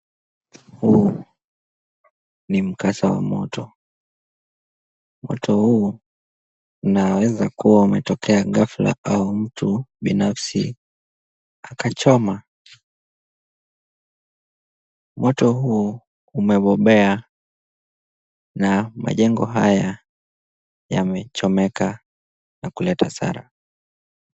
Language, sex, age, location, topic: Swahili, male, 18-24, Kisumu, health